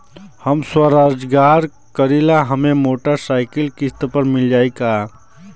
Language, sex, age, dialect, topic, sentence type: Bhojpuri, male, 25-30, Western, banking, question